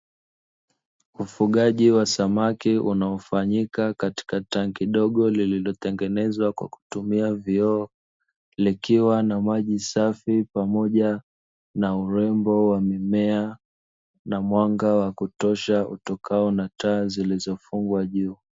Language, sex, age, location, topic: Swahili, male, 25-35, Dar es Salaam, agriculture